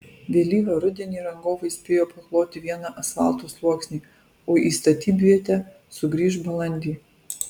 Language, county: Lithuanian, Alytus